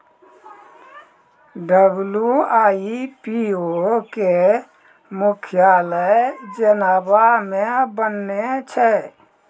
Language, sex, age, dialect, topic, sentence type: Maithili, male, 56-60, Angika, banking, statement